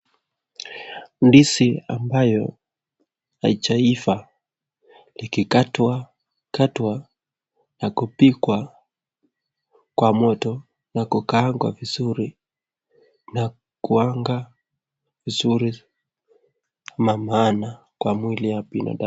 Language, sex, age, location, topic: Swahili, male, 18-24, Nakuru, agriculture